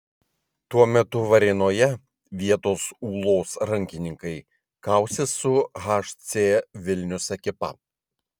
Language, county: Lithuanian, Vilnius